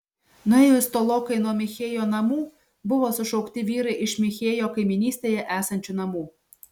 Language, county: Lithuanian, Šiauliai